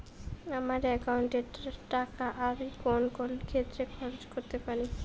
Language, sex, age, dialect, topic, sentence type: Bengali, female, 31-35, Rajbangshi, banking, question